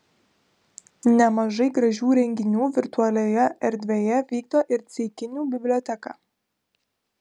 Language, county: Lithuanian, Vilnius